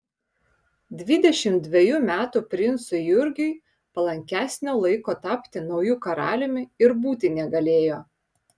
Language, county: Lithuanian, Vilnius